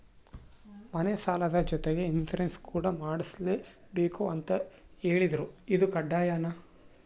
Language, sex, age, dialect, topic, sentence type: Kannada, male, 18-24, Central, banking, question